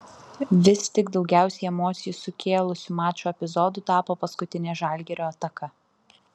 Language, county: Lithuanian, Vilnius